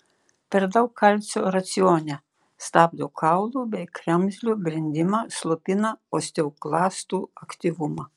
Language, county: Lithuanian, Šiauliai